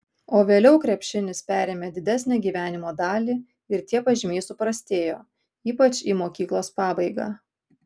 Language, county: Lithuanian, Kaunas